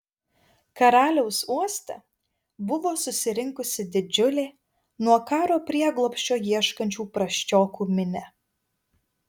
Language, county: Lithuanian, Vilnius